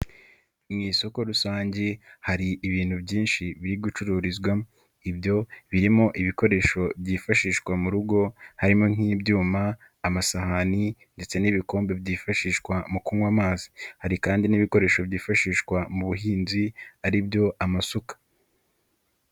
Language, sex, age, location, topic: Kinyarwanda, male, 25-35, Nyagatare, finance